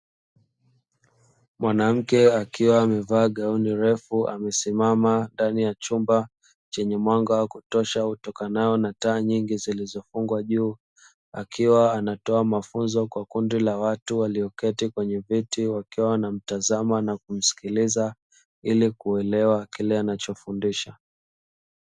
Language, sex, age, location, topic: Swahili, male, 25-35, Dar es Salaam, education